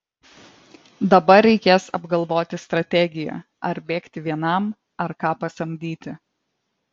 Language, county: Lithuanian, Vilnius